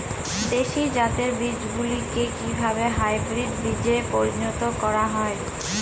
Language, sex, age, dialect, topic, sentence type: Bengali, female, 18-24, Northern/Varendri, agriculture, question